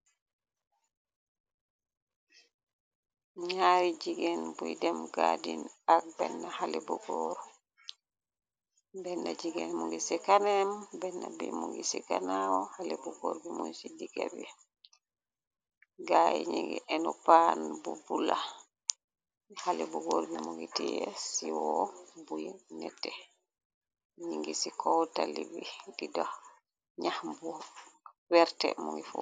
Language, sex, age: Wolof, female, 25-35